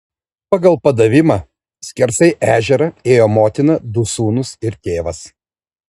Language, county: Lithuanian, Vilnius